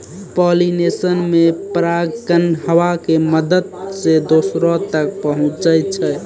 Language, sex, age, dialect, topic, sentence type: Maithili, male, 18-24, Angika, agriculture, statement